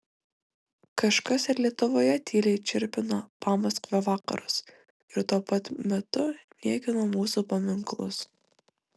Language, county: Lithuanian, Vilnius